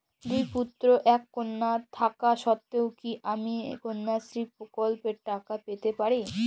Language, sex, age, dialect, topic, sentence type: Bengali, female, <18, Jharkhandi, banking, question